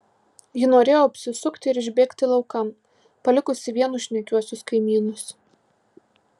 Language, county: Lithuanian, Marijampolė